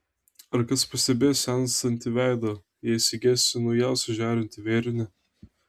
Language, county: Lithuanian, Telšiai